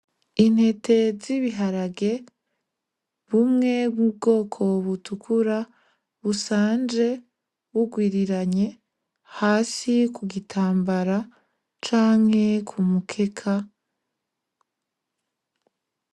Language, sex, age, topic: Rundi, female, 25-35, agriculture